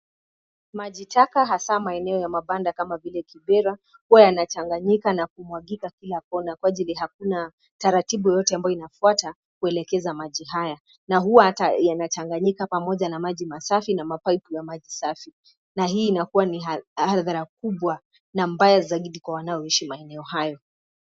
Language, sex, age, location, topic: Swahili, female, 25-35, Nairobi, government